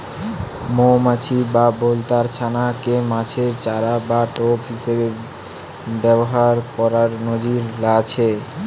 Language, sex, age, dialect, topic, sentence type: Bengali, male, <18, Western, agriculture, statement